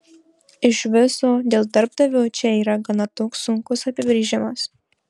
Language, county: Lithuanian, Marijampolė